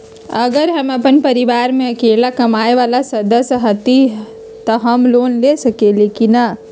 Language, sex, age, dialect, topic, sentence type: Magahi, female, 31-35, Western, banking, question